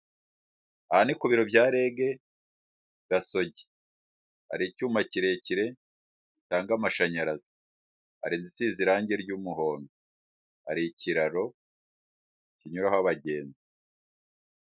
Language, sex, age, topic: Kinyarwanda, male, 36-49, government